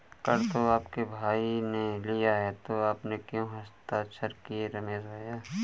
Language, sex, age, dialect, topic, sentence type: Hindi, male, 31-35, Awadhi Bundeli, banking, statement